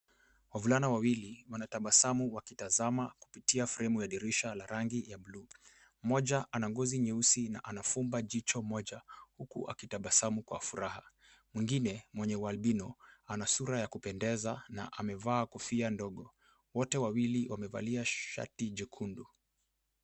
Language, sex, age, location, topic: Swahili, male, 18-24, Nairobi, education